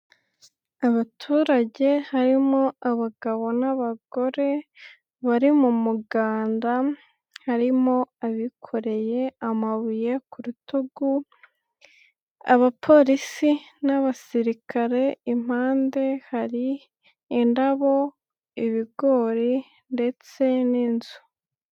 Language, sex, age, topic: Kinyarwanda, female, 18-24, government